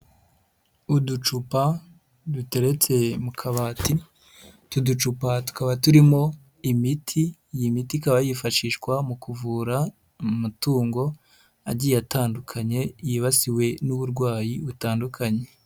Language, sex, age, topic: Kinyarwanda, female, 25-35, agriculture